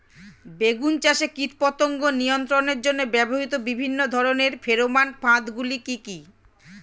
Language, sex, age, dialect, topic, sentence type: Bengali, female, 41-45, Standard Colloquial, agriculture, question